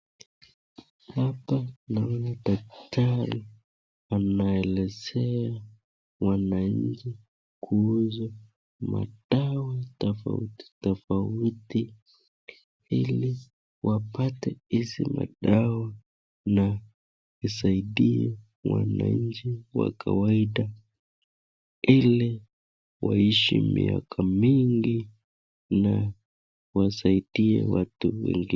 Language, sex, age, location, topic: Swahili, male, 25-35, Nakuru, agriculture